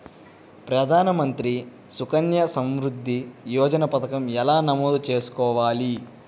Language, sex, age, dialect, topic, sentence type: Telugu, male, 18-24, Central/Coastal, banking, question